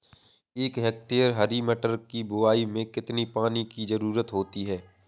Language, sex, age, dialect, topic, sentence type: Hindi, male, 18-24, Awadhi Bundeli, agriculture, question